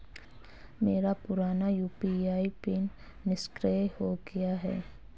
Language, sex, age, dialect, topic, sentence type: Hindi, female, 18-24, Marwari Dhudhari, banking, statement